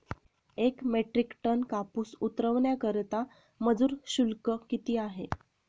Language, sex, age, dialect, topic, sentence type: Marathi, female, 31-35, Standard Marathi, agriculture, question